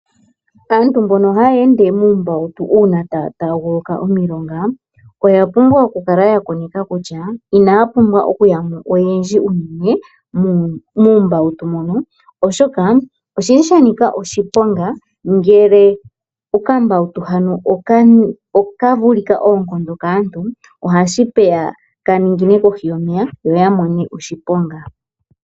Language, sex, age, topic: Oshiwambo, male, 25-35, agriculture